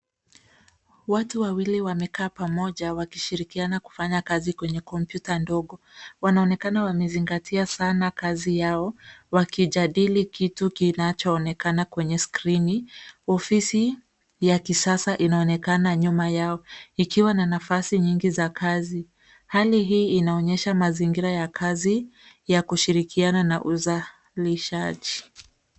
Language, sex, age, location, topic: Swahili, female, 25-35, Nairobi, education